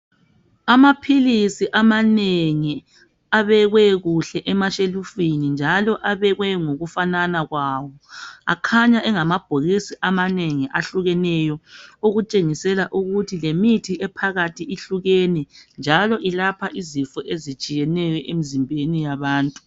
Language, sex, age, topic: North Ndebele, male, 36-49, health